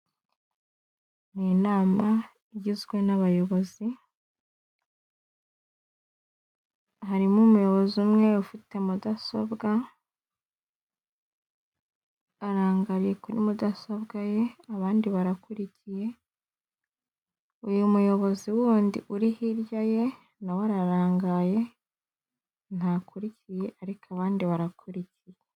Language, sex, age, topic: Kinyarwanda, female, 18-24, government